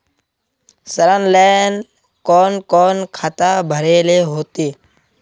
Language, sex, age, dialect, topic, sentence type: Magahi, male, 18-24, Northeastern/Surjapuri, banking, question